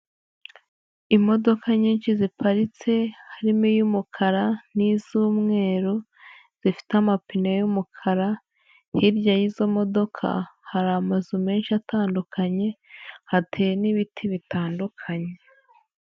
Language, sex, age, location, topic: Kinyarwanda, female, 18-24, Huye, finance